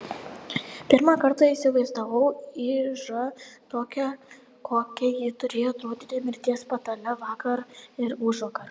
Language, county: Lithuanian, Panevėžys